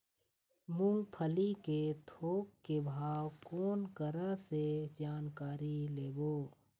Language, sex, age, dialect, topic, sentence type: Chhattisgarhi, male, 18-24, Eastern, agriculture, question